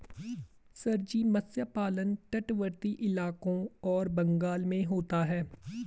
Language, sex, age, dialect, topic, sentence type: Hindi, male, 18-24, Garhwali, agriculture, statement